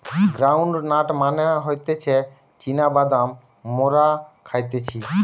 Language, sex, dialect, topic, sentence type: Bengali, male, Western, agriculture, statement